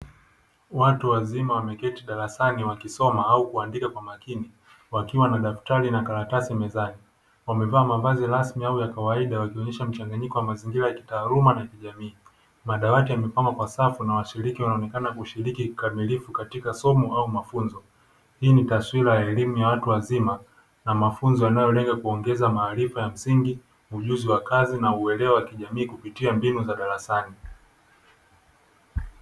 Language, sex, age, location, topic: Swahili, male, 25-35, Dar es Salaam, education